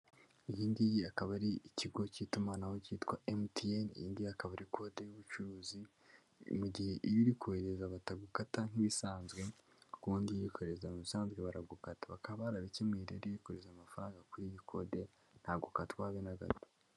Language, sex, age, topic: Kinyarwanda, male, 18-24, finance